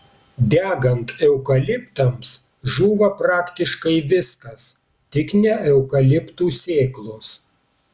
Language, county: Lithuanian, Panevėžys